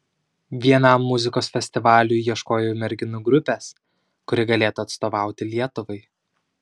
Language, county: Lithuanian, Šiauliai